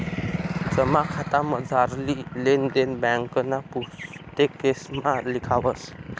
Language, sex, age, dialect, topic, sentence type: Marathi, male, 25-30, Northern Konkan, banking, statement